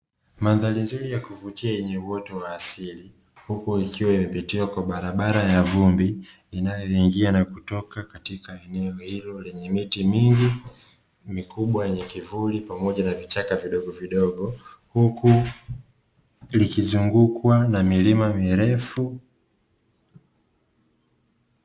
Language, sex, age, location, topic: Swahili, male, 25-35, Dar es Salaam, agriculture